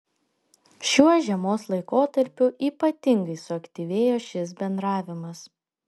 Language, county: Lithuanian, Panevėžys